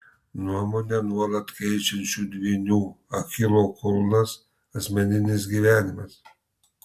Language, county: Lithuanian, Marijampolė